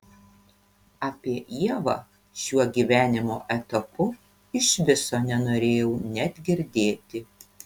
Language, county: Lithuanian, Panevėžys